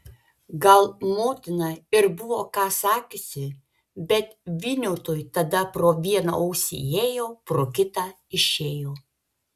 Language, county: Lithuanian, Vilnius